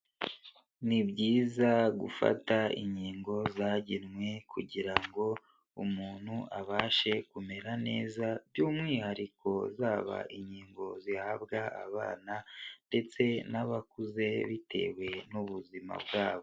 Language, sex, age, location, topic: Kinyarwanda, male, 25-35, Huye, health